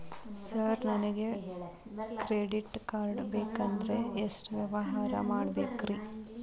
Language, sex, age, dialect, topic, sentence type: Kannada, female, 18-24, Dharwad Kannada, banking, question